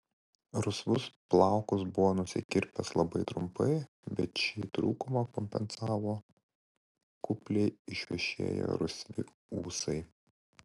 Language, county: Lithuanian, Vilnius